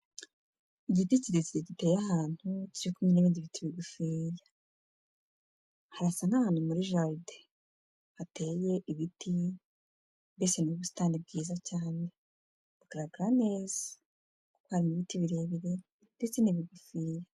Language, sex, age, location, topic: Kinyarwanda, female, 25-35, Kigali, health